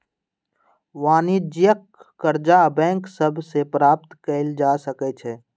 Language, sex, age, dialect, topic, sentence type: Magahi, male, 18-24, Western, banking, statement